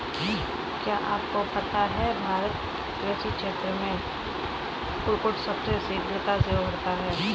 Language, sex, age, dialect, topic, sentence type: Hindi, female, 31-35, Kanauji Braj Bhasha, agriculture, statement